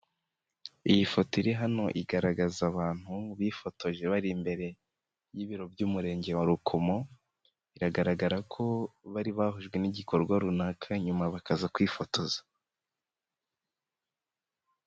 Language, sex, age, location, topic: Kinyarwanda, male, 18-24, Nyagatare, government